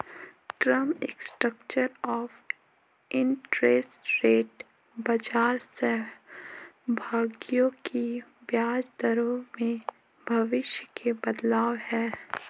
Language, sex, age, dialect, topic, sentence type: Hindi, female, 18-24, Marwari Dhudhari, banking, statement